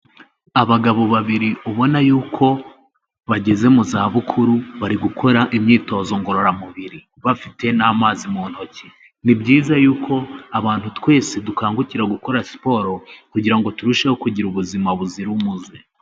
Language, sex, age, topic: Kinyarwanda, male, 18-24, health